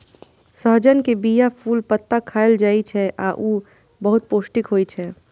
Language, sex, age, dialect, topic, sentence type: Maithili, female, 25-30, Eastern / Thethi, agriculture, statement